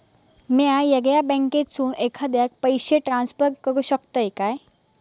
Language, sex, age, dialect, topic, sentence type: Marathi, female, 18-24, Southern Konkan, banking, statement